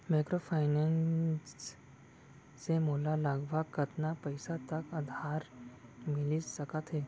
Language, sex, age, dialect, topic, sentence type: Chhattisgarhi, male, 18-24, Central, banking, question